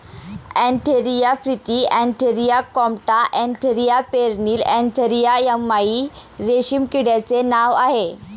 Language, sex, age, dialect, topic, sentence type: Marathi, female, 18-24, Standard Marathi, agriculture, statement